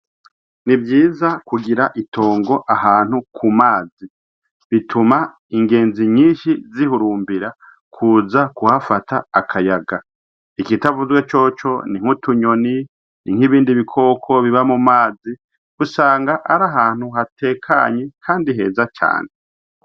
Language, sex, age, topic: Rundi, male, 36-49, agriculture